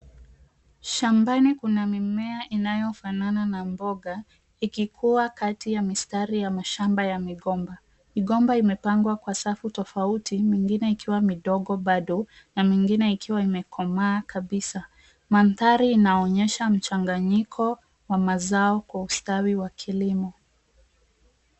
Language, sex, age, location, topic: Swahili, female, 25-35, Mombasa, agriculture